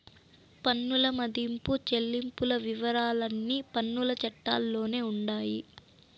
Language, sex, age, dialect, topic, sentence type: Telugu, female, 18-24, Southern, banking, statement